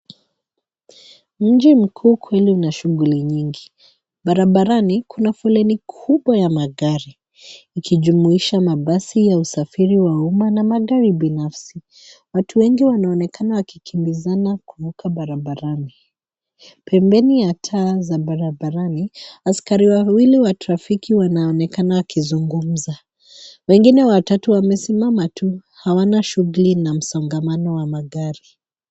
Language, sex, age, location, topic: Swahili, female, 36-49, Nairobi, government